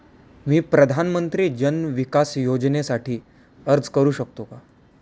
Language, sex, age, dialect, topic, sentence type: Marathi, male, 18-24, Standard Marathi, banking, question